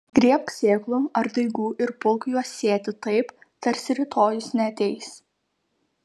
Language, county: Lithuanian, Kaunas